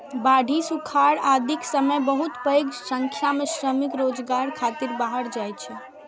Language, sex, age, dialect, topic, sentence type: Maithili, female, 31-35, Eastern / Thethi, agriculture, statement